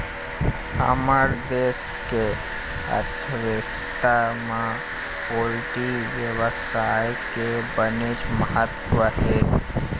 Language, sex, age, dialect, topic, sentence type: Chhattisgarhi, male, 51-55, Eastern, agriculture, statement